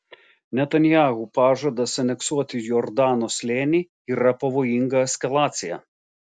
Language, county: Lithuanian, Alytus